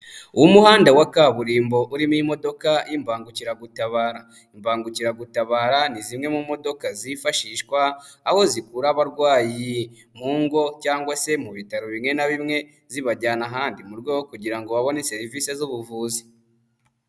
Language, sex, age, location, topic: Kinyarwanda, male, 25-35, Huye, health